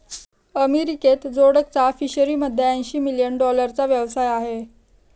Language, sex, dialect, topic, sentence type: Marathi, female, Standard Marathi, agriculture, statement